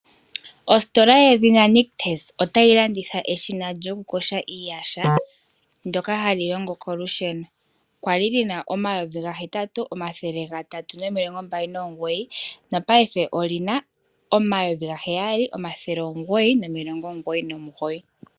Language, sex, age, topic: Oshiwambo, female, 18-24, finance